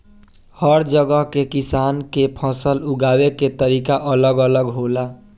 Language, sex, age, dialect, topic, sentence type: Bhojpuri, male, 18-24, Southern / Standard, agriculture, statement